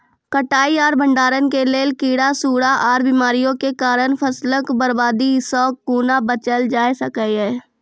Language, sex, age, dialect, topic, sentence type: Maithili, female, 36-40, Angika, agriculture, question